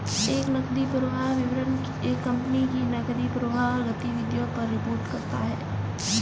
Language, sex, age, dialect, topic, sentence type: Hindi, female, 18-24, Marwari Dhudhari, banking, statement